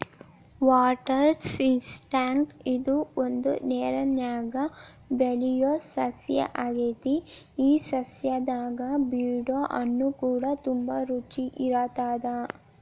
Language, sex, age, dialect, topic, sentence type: Kannada, female, 18-24, Dharwad Kannada, agriculture, statement